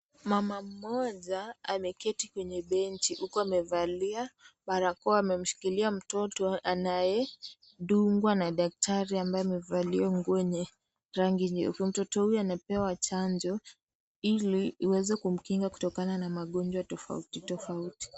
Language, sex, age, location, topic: Swahili, female, 25-35, Kisii, health